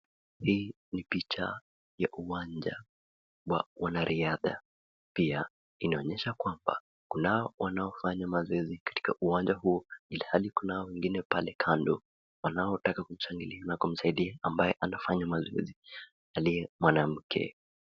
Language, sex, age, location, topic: Swahili, male, 25-35, Nakuru, education